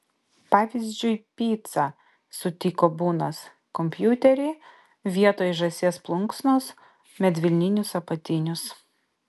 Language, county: Lithuanian, Vilnius